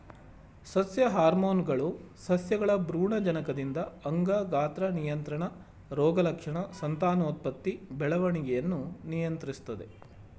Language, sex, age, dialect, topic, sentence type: Kannada, male, 36-40, Mysore Kannada, agriculture, statement